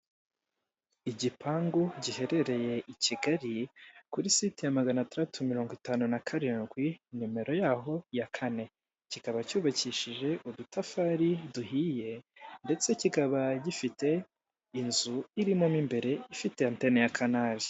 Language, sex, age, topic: Kinyarwanda, male, 18-24, government